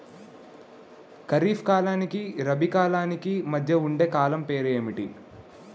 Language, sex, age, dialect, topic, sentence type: Telugu, male, 18-24, Utterandhra, agriculture, question